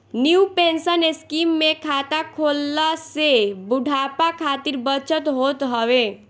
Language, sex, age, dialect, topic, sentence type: Bhojpuri, female, 18-24, Northern, banking, statement